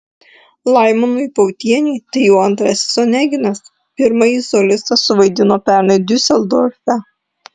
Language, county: Lithuanian, Klaipėda